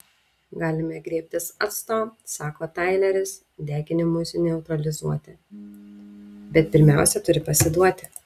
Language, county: Lithuanian, Šiauliai